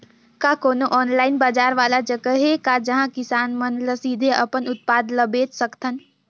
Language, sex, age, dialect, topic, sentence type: Chhattisgarhi, female, 18-24, Northern/Bhandar, agriculture, statement